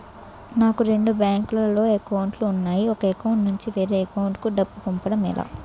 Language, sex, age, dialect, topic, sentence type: Telugu, female, 18-24, Utterandhra, banking, question